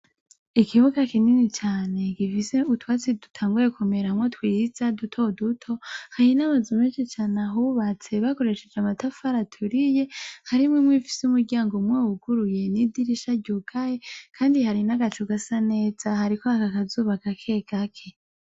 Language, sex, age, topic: Rundi, female, 25-35, education